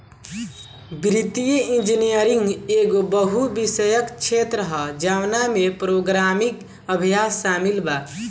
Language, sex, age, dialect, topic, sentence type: Bhojpuri, male, <18, Southern / Standard, banking, statement